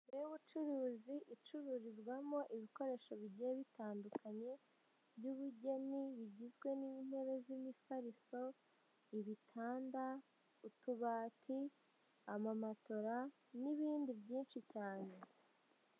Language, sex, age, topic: Kinyarwanda, female, 50+, finance